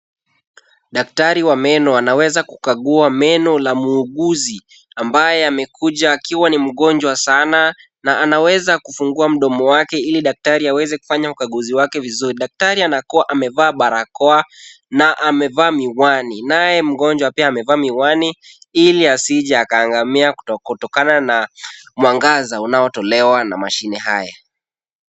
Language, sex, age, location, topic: Swahili, male, 18-24, Kisumu, health